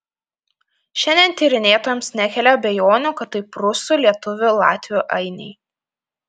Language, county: Lithuanian, Panevėžys